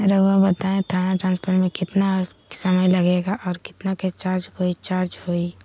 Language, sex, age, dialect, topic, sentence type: Magahi, female, 51-55, Southern, banking, question